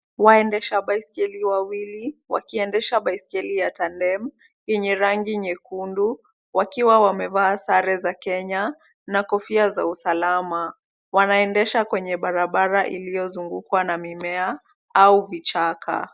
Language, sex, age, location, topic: Swahili, female, 25-35, Kisumu, education